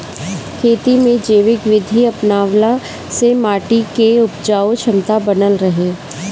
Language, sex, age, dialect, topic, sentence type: Bhojpuri, female, 18-24, Northern, agriculture, statement